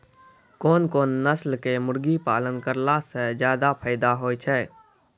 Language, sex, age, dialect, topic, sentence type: Maithili, male, 18-24, Angika, agriculture, question